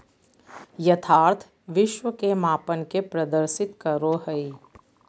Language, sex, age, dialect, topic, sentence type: Magahi, female, 51-55, Southern, banking, statement